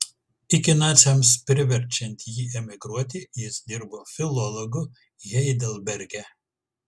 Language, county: Lithuanian, Kaunas